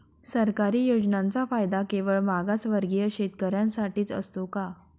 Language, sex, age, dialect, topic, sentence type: Marathi, female, 25-30, Northern Konkan, agriculture, question